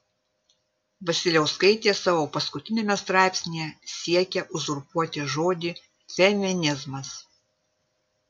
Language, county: Lithuanian, Vilnius